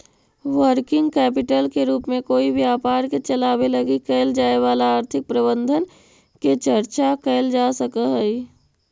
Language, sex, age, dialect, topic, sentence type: Magahi, female, 18-24, Central/Standard, agriculture, statement